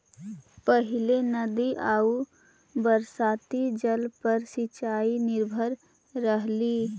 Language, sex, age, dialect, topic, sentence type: Magahi, female, 18-24, Central/Standard, agriculture, statement